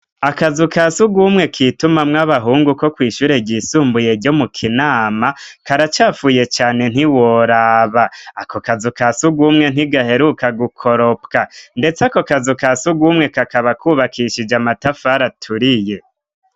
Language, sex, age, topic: Rundi, male, 25-35, education